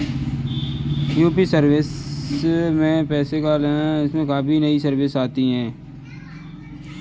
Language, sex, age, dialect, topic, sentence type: Hindi, male, 25-30, Kanauji Braj Bhasha, banking, statement